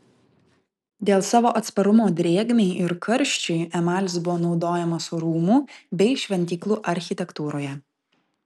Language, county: Lithuanian, Vilnius